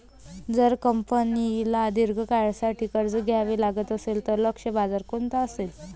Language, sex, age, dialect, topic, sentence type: Marathi, female, 25-30, Varhadi, banking, statement